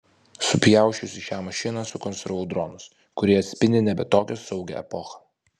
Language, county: Lithuanian, Vilnius